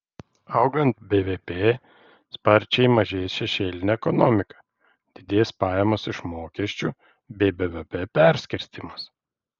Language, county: Lithuanian, Vilnius